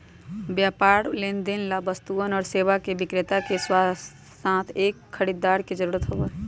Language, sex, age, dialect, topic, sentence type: Magahi, female, 31-35, Western, banking, statement